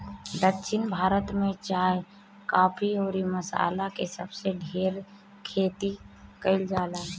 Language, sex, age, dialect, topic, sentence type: Bhojpuri, female, 25-30, Northern, agriculture, statement